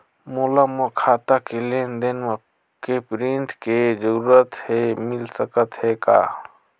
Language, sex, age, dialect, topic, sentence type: Chhattisgarhi, male, 31-35, Northern/Bhandar, banking, question